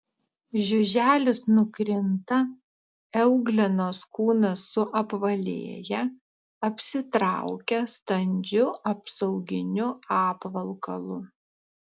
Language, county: Lithuanian, Alytus